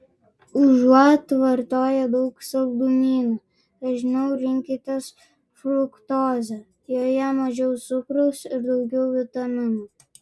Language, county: Lithuanian, Vilnius